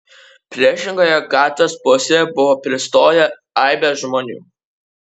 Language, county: Lithuanian, Kaunas